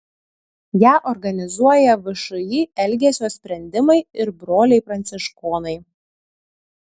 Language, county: Lithuanian, Kaunas